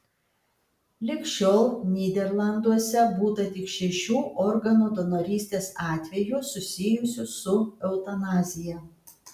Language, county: Lithuanian, Kaunas